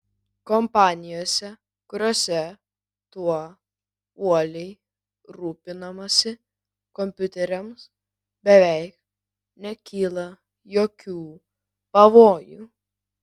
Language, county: Lithuanian, Kaunas